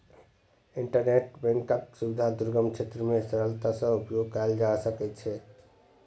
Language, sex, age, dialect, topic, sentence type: Maithili, male, 25-30, Southern/Standard, banking, statement